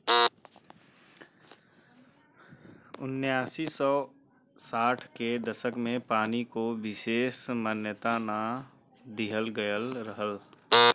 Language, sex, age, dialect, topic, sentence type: Bhojpuri, male, 18-24, Western, agriculture, statement